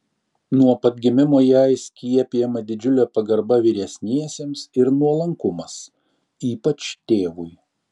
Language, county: Lithuanian, Šiauliai